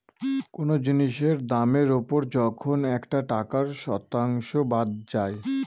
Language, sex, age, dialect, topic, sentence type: Bengali, female, 36-40, Northern/Varendri, banking, statement